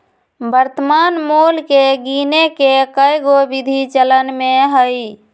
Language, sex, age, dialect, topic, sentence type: Magahi, female, 25-30, Western, banking, statement